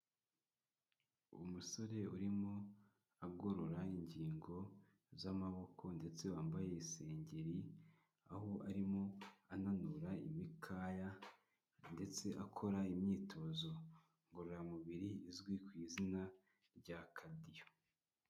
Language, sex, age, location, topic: Kinyarwanda, male, 25-35, Kigali, health